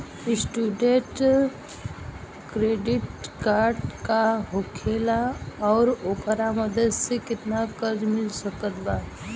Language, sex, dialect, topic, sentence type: Bhojpuri, female, Southern / Standard, banking, question